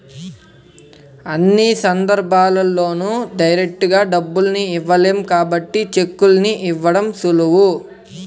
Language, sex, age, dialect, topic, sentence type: Telugu, male, 18-24, Central/Coastal, banking, statement